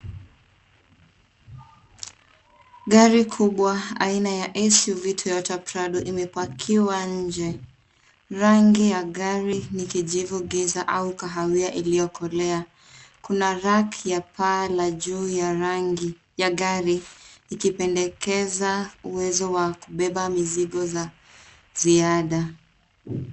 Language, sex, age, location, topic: Swahili, female, 25-35, Nairobi, finance